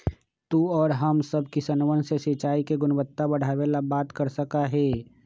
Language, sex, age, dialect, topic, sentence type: Magahi, male, 25-30, Western, agriculture, statement